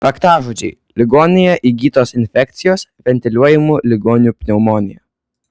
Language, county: Lithuanian, Kaunas